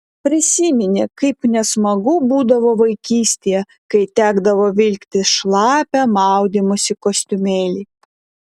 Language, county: Lithuanian, Vilnius